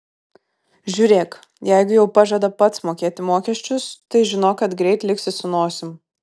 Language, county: Lithuanian, Kaunas